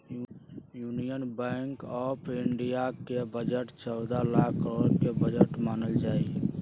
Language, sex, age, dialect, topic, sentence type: Magahi, male, 31-35, Western, banking, statement